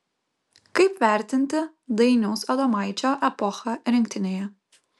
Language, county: Lithuanian, Kaunas